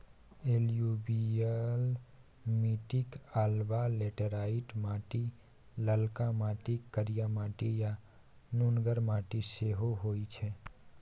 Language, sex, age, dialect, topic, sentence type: Maithili, male, 18-24, Bajjika, agriculture, statement